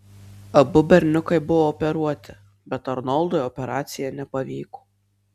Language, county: Lithuanian, Marijampolė